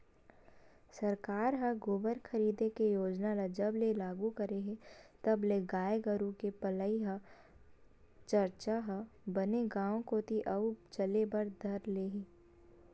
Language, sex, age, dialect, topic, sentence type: Chhattisgarhi, female, 18-24, Western/Budati/Khatahi, agriculture, statement